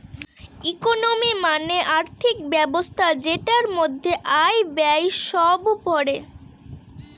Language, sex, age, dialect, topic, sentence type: Bengali, female, 18-24, Northern/Varendri, banking, statement